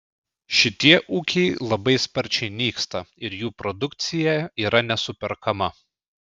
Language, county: Lithuanian, Klaipėda